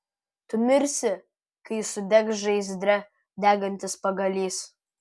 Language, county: Lithuanian, Kaunas